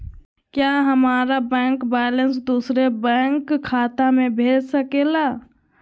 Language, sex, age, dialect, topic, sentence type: Magahi, female, 18-24, Southern, banking, question